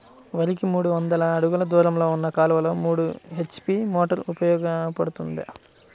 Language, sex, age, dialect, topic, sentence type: Telugu, male, 25-30, Central/Coastal, agriculture, question